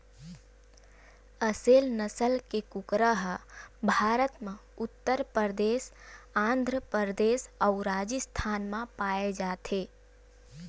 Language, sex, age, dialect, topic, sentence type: Chhattisgarhi, female, 18-24, Western/Budati/Khatahi, agriculture, statement